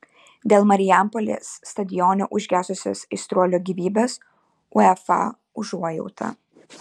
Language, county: Lithuanian, Kaunas